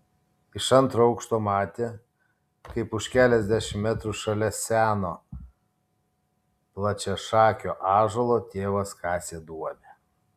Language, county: Lithuanian, Kaunas